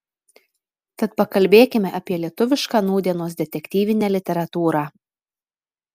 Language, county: Lithuanian, Telšiai